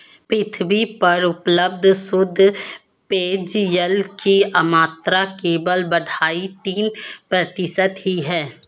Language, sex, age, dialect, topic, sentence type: Hindi, female, 25-30, Marwari Dhudhari, agriculture, statement